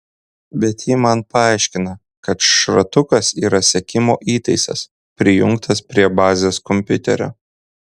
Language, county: Lithuanian, Kaunas